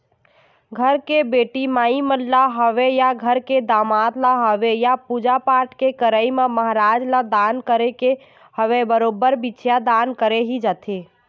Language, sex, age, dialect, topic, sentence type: Chhattisgarhi, female, 41-45, Eastern, banking, statement